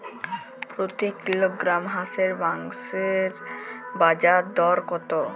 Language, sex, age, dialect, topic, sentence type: Bengali, male, <18, Jharkhandi, agriculture, question